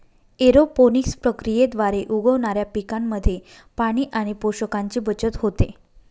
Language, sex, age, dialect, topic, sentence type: Marathi, female, 31-35, Northern Konkan, agriculture, statement